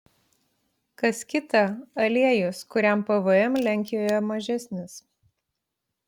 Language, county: Lithuanian, Klaipėda